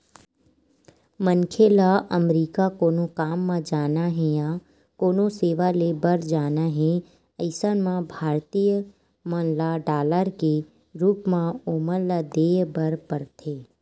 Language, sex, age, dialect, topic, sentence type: Chhattisgarhi, female, 18-24, Western/Budati/Khatahi, banking, statement